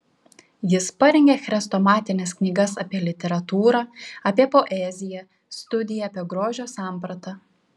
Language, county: Lithuanian, Šiauliai